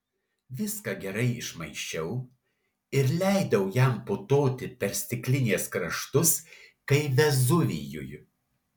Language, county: Lithuanian, Alytus